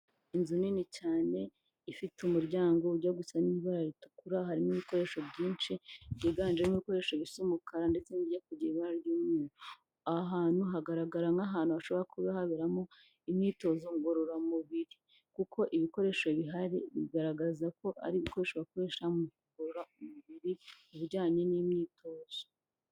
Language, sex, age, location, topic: Kinyarwanda, female, 18-24, Kigali, health